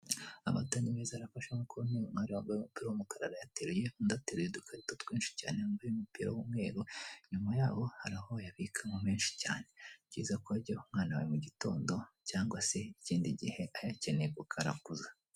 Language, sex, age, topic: Kinyarwanda, female, 18-24, finance